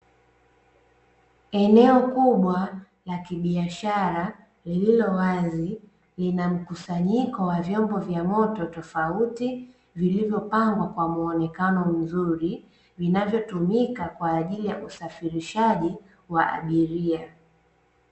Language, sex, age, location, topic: Swahili, female, 25-35, Dar es Salaam, finance